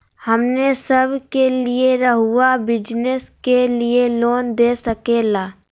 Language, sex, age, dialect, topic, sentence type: Magahi, female, 18-24, Southern, banking, question